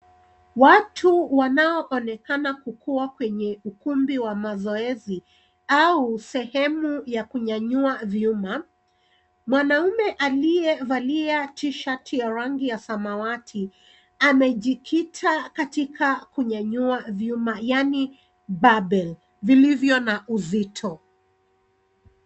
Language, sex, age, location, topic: Swahili, female, 36-49, Nairobi, education